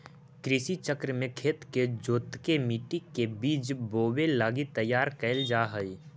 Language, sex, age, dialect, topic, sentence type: Magahi, male, 18-24, Central/Standard, banking, statement